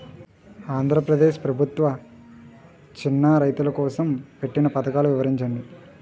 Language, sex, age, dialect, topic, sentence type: Telugu, male, 18-24, Utterandhra, agriculture, question